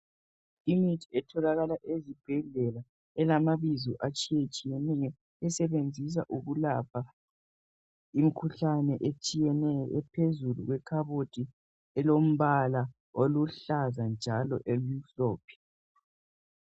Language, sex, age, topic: North Ndebele, male, 18-24, health